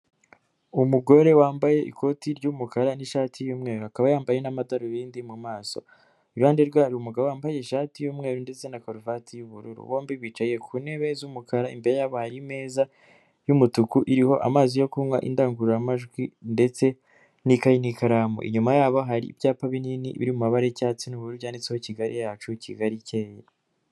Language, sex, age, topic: Kinyarwanda, male, 25-35, government